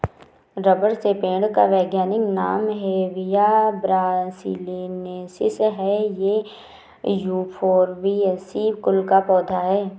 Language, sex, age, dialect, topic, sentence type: Hindi, female, 18-24, Awadhi Bundeli, agriculture, statement